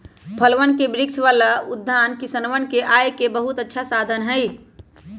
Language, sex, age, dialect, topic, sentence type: Magahi, female, 25-30, Western, agriculture, statement